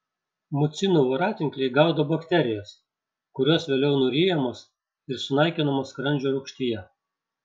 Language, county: Lithuanian, Šiauliai